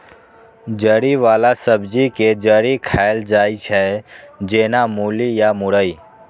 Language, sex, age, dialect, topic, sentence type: Maithili, male, 18-24, Eastern / Thethi, agriculture, statement